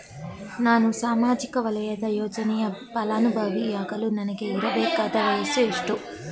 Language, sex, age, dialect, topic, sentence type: Kannada, female, 25-30, Mysore Kannada, banking, question